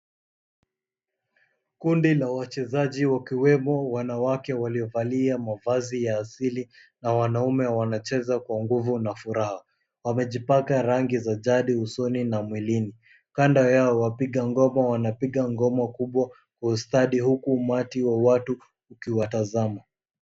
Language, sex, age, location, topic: Swahili, male, 25-35, Mombasa, government